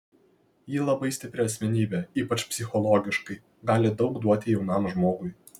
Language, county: Lithuanian, Kaunas